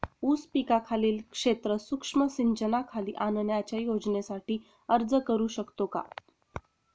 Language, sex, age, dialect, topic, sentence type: Marathi, female, 31-35, Standard Marathi, agriculture, question